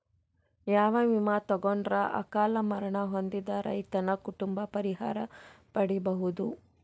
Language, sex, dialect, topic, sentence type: Kannada, female, Northeastern, agriculture, question